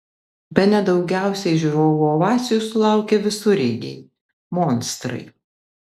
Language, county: Lithuanian, Vilnius